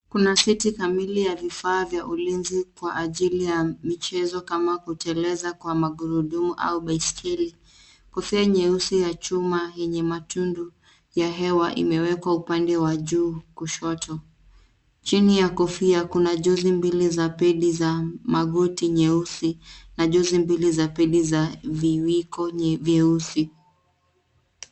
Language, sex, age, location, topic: Swahili, female, 18-24, Nairobi, health